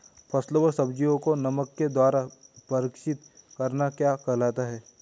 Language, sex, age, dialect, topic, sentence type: Hindi, male, 18-24, Hindustani Malvi Khadi Boli, agriculture, question